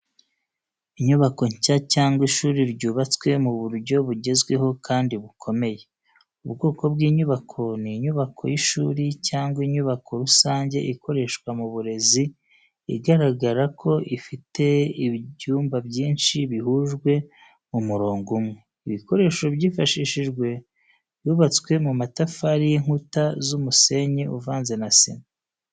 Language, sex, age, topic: Kinyarwanda, male, 36-49, education